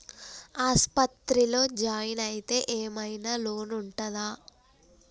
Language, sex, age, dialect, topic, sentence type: Telugu, female, 18-24, Telangana, banking, question